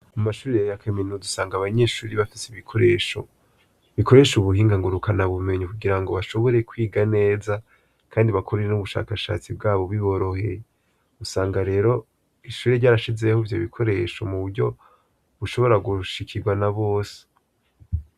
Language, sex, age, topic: Rundi, male, 18-24, education